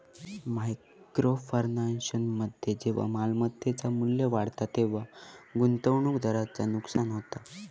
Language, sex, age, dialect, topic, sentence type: Marathi, male, 31-35, Southern Konkan, banking, statement